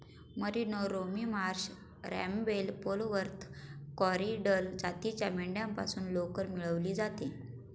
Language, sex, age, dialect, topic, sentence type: Marathi, female, 25-30, Standard Marathi, agriculture, statement